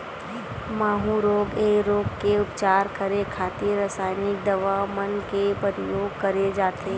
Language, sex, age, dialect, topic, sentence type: Chhattisgarhi, female, 25-30, Western/Budati/Khatahi, agriculture, statement